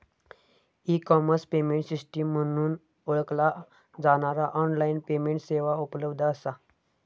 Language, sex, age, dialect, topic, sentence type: Marathi, male, 25-30, Southern Konkan, banking, statement